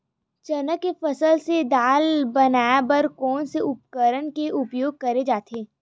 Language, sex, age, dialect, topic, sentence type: Chhattisgarhi, female, 18-24, Western/Budati/Khatahi, agriculture, question